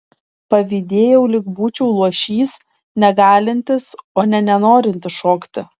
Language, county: Lithuanian, Šiauliai